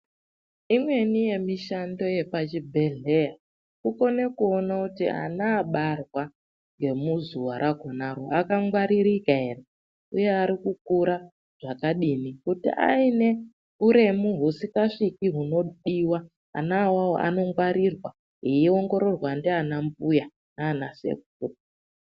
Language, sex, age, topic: Ndau, female, 36-49, health